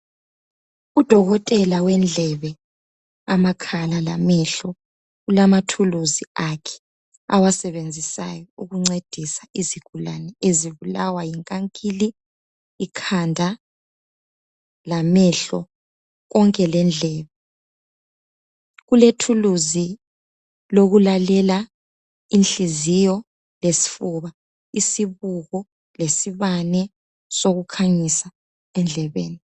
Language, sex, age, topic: North Ndebele, female, 25-35, health